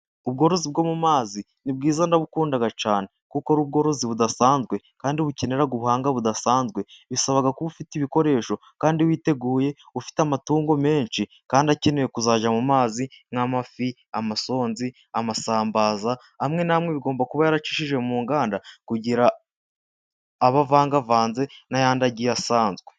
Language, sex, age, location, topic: Kinyarwanda, male, 18-24, Musanze, agriculture